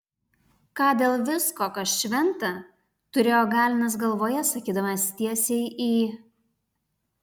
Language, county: Lithuanian, Alytus